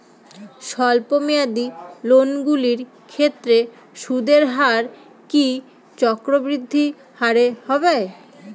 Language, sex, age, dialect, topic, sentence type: Bengali, female, 18-24, Northern/Varendri, banking, question